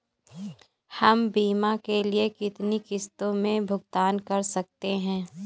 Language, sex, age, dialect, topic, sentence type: Hindi, female, 18-24, Awadhi Bundeli, banking, question